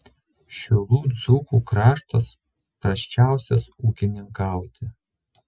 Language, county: Lithuanian, Šiauliai